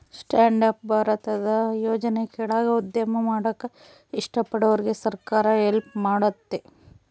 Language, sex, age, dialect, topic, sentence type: Kannada, female, 18-24, Central, banking, statement